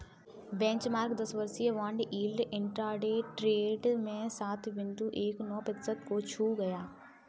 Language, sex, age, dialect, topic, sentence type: Hindi, female, 36-40, Kanauji Braj Bhasha, agriculture, statement